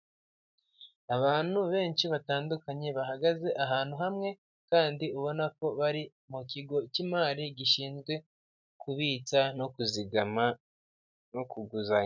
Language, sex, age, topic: Kinyarwanda, male, 25-35, finance